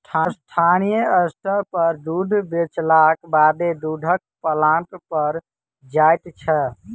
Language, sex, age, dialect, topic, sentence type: Maithili, male, 18-24, Southern/Standard, agriculture, statement